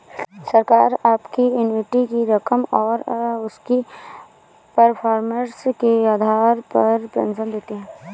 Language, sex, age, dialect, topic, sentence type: Hindi, female, 18-24, Awadhi Bundeli, banking, statement